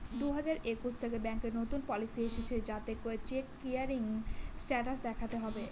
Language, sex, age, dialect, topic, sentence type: Bengali, female, 18-24, Northern/Varendri, banking, statement